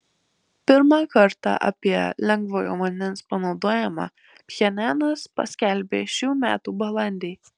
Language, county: Lithuanian, Marijampolė